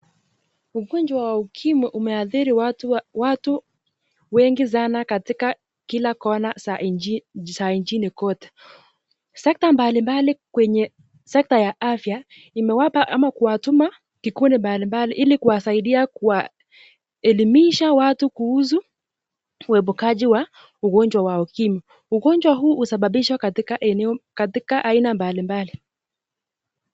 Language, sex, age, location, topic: Swahili, female, 18-24, Nakuru, health